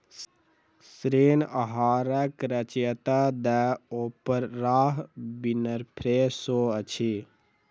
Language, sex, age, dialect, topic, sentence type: Maithili, male, 60-100, Southern/Standard, banking, statement